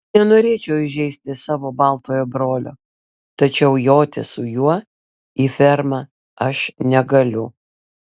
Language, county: Lithuanian, Vilnius